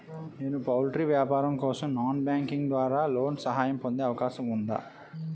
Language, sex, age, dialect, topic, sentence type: Telugu, male, 31-35, Utterandhra, banking, question